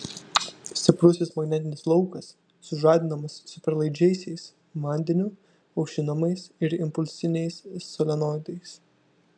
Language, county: Lithuanian, Vilnius